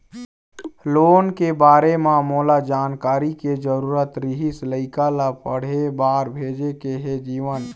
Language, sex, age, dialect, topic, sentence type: Chhattisgarhi, male, 18-24, Eastern, banking, question